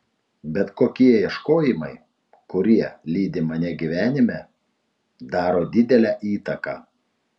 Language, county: Lithuanian, Utena